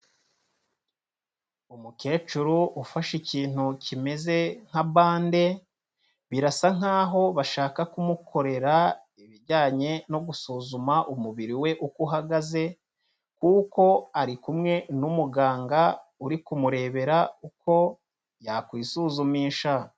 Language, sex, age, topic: Kinyarwanda, male, 25-35, health